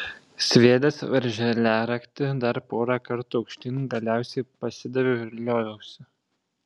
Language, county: Lithuanian, Šiauliai